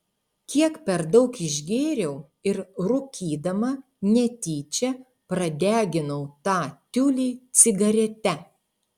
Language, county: Lithuanian, Utena